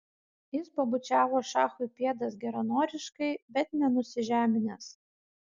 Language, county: Lithuanian, Kaunas